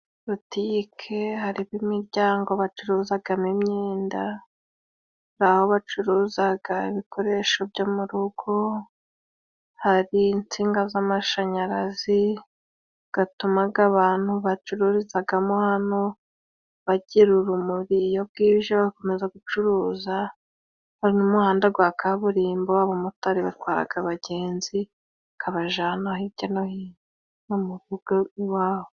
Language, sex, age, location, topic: Kinyarwanda, female, 25-35, Musanze, finance